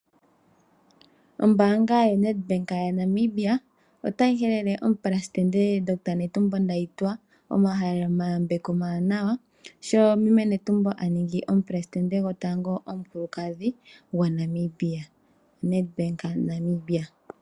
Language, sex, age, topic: Oshiwambo, female, 25-35, finance